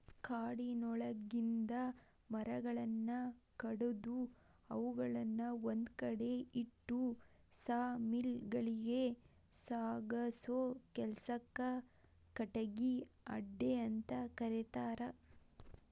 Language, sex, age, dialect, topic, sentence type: Kannada, female, 18-24, Dharwad Kannada, agriculture, statement